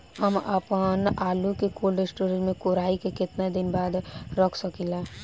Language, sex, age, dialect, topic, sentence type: Bhojpuri, female, 18-24, Southern / Standard, agriculture, question